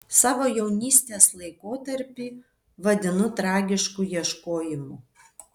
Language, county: Lithuanian, Vilnius